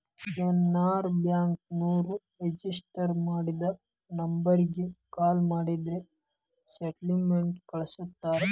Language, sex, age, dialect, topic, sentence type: Kannada, male, 18-24, Dharwad Kannada, banking, statement